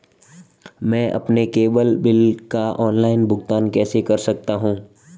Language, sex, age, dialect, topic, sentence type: Hindi, male, 18-24, Marwari Dhudhari, banking, question